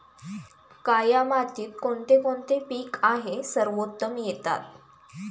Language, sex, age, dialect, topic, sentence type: Marathi, female, 18-24, Standard Marathi, agriculture, question